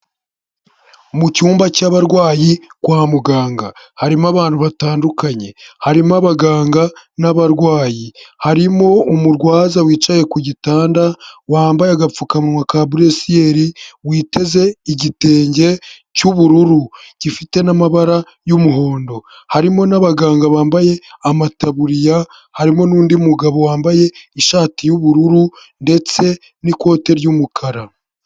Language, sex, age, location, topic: Kinyarwanda, male, 18-24, Huye, health